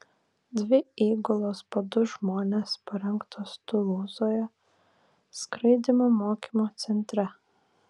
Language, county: Lithuanian, Vilnius